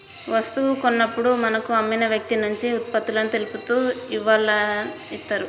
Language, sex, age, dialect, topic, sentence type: Telugu, female, 25-30, Central/Coastal, banking, statement